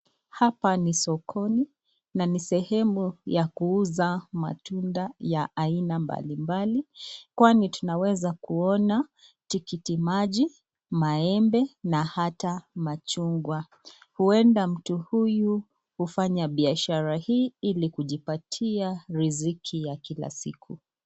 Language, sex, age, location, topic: Swahili, female, 25-35, Nakuru, finance